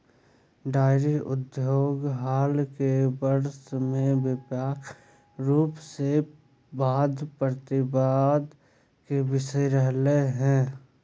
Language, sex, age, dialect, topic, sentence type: Magahi, male, 31-35, Southern, agriculture, statement